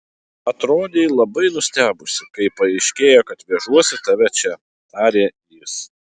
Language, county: Lithuanian, Utena